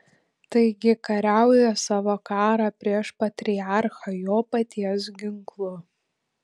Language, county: Lithuanian, Panevėžys